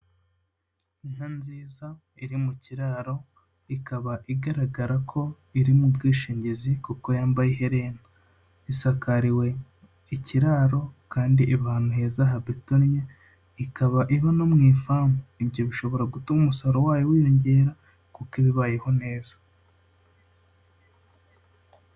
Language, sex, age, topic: Kinyarwanda, male, 25-35, agriculture